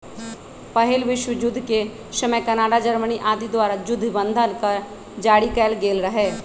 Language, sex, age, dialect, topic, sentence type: Magahi, male, 18-24, Western, banking, statement